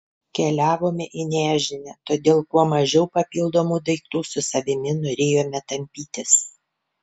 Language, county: Lithuanian, Panevėžys